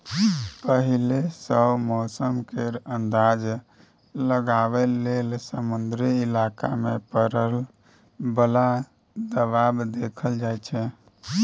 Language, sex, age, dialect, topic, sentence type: Maithili, male, 18-24, Bajjika, agriculture, statement